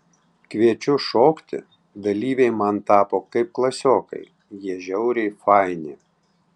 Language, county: Lithuanian, Tauragė